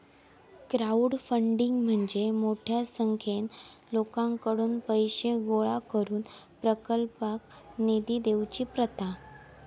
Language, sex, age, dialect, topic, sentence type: Marathi, female, 18-24, Southern Konkan, banking, statement